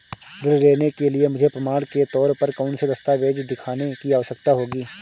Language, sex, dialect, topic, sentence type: Hindi, male, Marwari Dhudhari, banking, statement